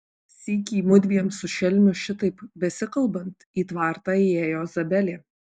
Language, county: Lithuanian, Alytus